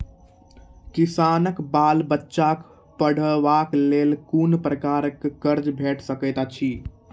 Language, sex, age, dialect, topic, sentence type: Maithili, male, 18-24, Angika, banking, question